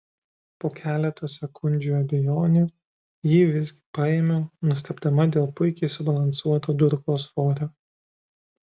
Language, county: Lithuanian, Vilnius